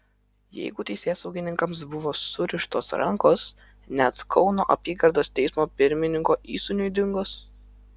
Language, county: Lithuanian, Vilnius